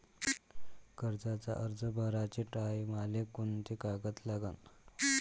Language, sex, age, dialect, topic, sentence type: Marathi, male, 25-30, Varhadi, banking, question